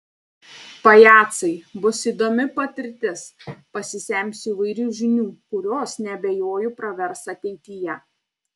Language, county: Lithuanian, Panevėžys